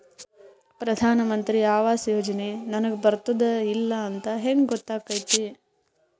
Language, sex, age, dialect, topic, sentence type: Kannada, female, 18-24, Northeastern, banking, question